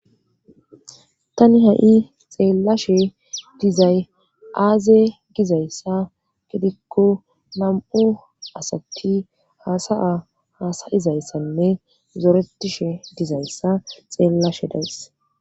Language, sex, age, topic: Gamo, female, 25-35, government